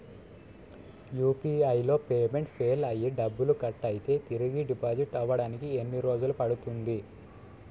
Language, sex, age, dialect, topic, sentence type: Telugu, male, 18-24, Utterandhra, banking, question